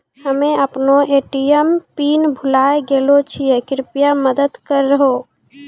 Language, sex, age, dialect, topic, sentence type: Maithili, female, 18-24, Angika, banking, statement